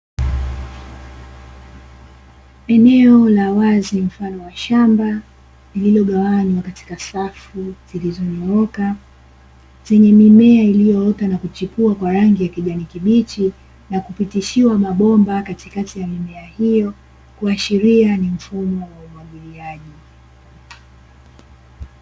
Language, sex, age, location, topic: Swahili, female, 18-24, Dar es Salaam, agriculture